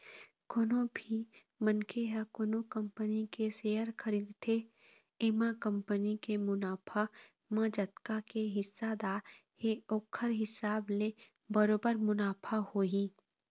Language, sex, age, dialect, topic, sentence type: Chhattisgarhi, female, 25-30, Eastern, banking, statement